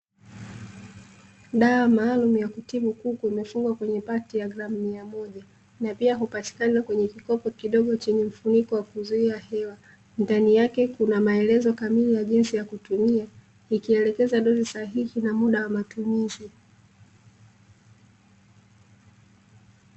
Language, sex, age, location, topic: Swahili, female, 25-35, Dar es Salaam, agriculture